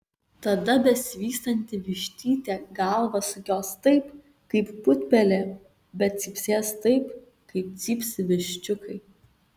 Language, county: Lithuanian, Kaunas